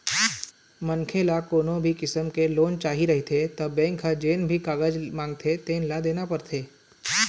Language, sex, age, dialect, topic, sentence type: Chhattisgarhi, male, 18-24, Eastern, banking, statement